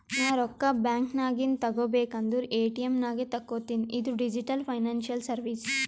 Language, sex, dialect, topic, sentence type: Kannada, female, Northeastern, banking, statement